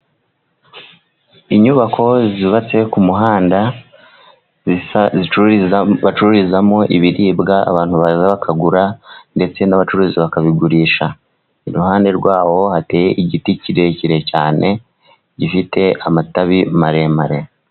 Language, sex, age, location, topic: Kinyarwanda, male, 36-49, Musanze, finance